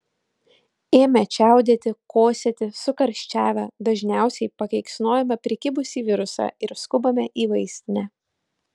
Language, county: Lithuanian, Utena